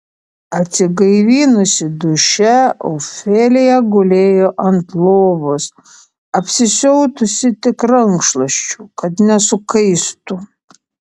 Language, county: Lithuanian, Panevėžys